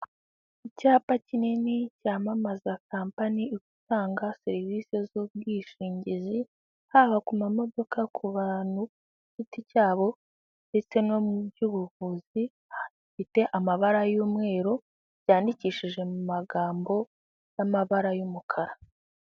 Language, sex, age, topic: Kinyarwanda, female, 18-24, finance